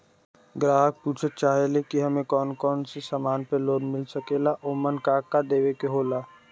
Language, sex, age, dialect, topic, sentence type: Bhojpuri, male, 18-24, Western, banking, question